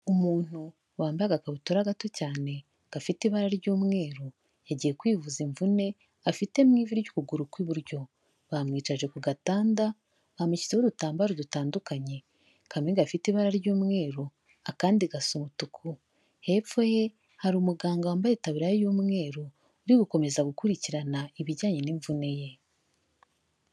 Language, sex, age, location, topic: Kinyarwanda, female, 18-24, Kigali, health